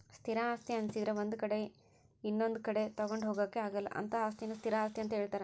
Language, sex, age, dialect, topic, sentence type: Kannada, male, 18-24, Central, banking, statement